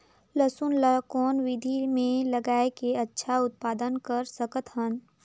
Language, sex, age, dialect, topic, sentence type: Chhattisgarhi, female, 18-24, Northern/Bhandar, agriculture, question